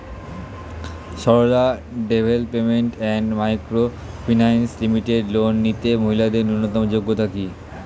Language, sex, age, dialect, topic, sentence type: Bengali, male, <18, Standard Colloquial, banking, question